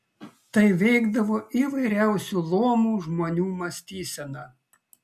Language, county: Lithuanian, Kaunas